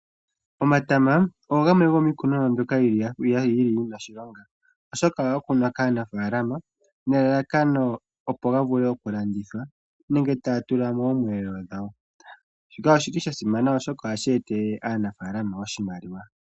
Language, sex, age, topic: Oshiwambo, female, 18-24, agriculture